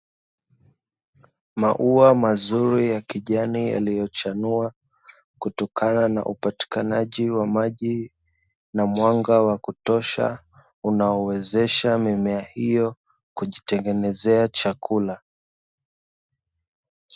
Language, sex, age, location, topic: Swahili, male, 25-35, Dar es Salaam, agriculture